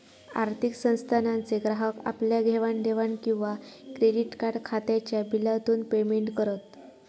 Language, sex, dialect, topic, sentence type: Marathi, female, Southern Konkan, banking, statement